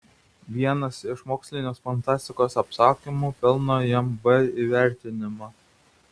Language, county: Lithuanian, Vilnius